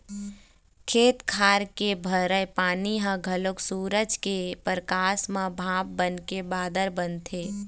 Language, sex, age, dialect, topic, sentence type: Chhattisgarhi, female, 18-24, Eastern, agriculture, statement